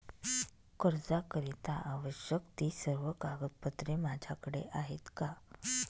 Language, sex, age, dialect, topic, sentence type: Marathi, female, 25-30, Northern Konkan, banking, question